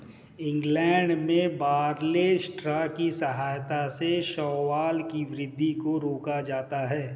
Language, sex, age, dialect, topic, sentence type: Hindi, male, 36-40, Hindustani Malvi Khadi Boli, agriculture, statement